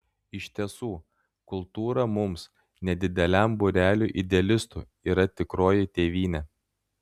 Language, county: Lithuanian, Klaipėda